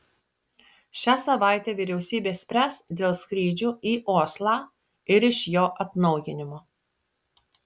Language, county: Lithuanian, Šiauliai